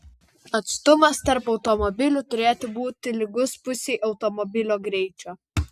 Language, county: Lithuanian, Vilnius